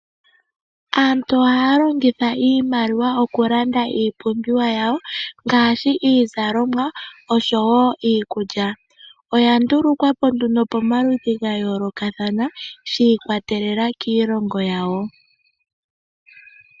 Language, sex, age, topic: Oshiwambo, female, 25-35, finance